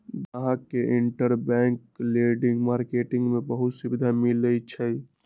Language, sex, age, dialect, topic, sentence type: Magahi, male, 60-100, Western, banking, statement